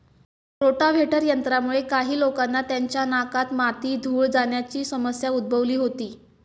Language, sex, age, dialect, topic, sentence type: Marathi, female, 18-24, Standard Marathi, agriculture, statement